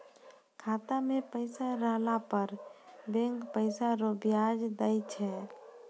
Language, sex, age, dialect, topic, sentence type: Maithili, female, 60-100, Angika, banking, statement